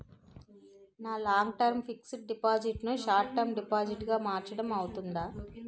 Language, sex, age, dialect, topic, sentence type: Telugu, female, 18-24, Utterandhra, banking, question